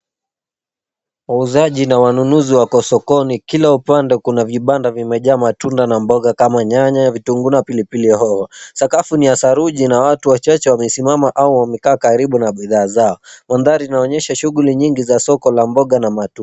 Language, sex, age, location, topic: Swahili, male, 18-24, Nairobi, finance